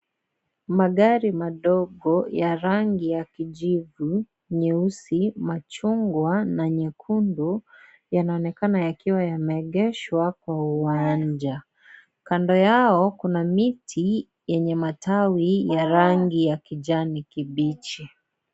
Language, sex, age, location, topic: Swahili, female, 18-24, Kisii, finance